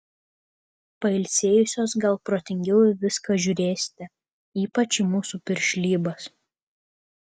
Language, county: Lithuanian, Kaunas